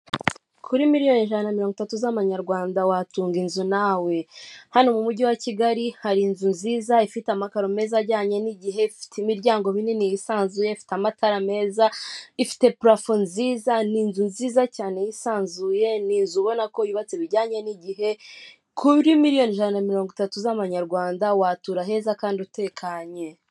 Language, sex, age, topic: Kinyarwanda, female, 18-24, finance